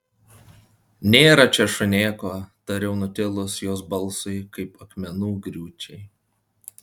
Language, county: Lithuanian, Panevėžys